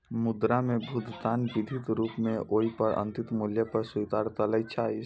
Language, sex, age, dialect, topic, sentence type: Maithili, female, 46-50, Eastern / Thethi, banking, statement